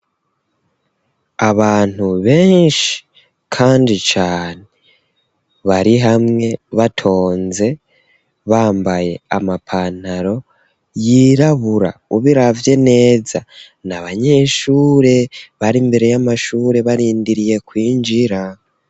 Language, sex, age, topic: Rundi, female, 25-35, education